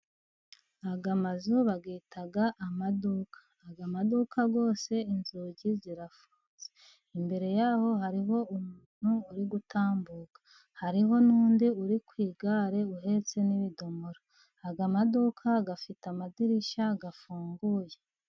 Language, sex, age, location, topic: Kinyarwanda, female, 36-49, Musanze, finance